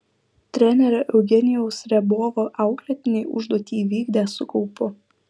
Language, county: Lithuanian, Kaunas